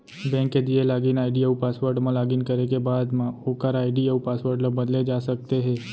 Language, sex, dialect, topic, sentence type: Chhattisgarhi, male, Central, banking, statement